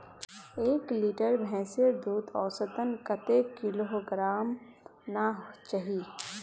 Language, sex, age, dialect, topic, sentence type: Magahi, female, 18-24, Northeastern/Surjapuri, agriculture, question